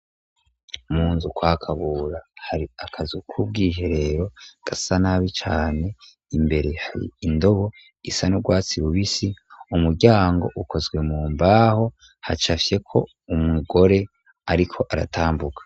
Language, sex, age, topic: Rundi, male, 18-24, education